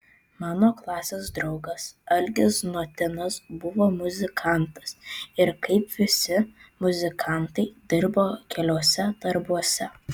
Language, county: Lithuanian, Vilnius